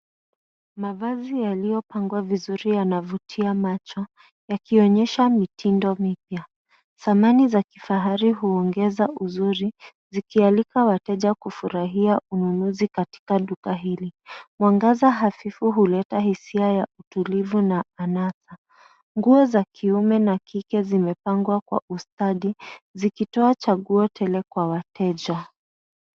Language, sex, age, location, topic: Swahili, female, 25-35, Nairobi, finance